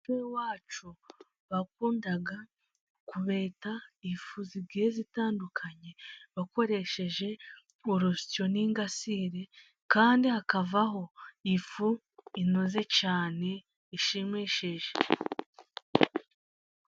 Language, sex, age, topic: Kinyarwanda, female, 18-24, government